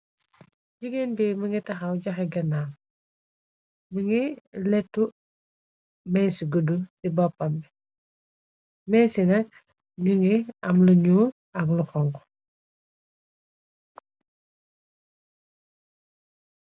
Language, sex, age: Wolof, female, 25-35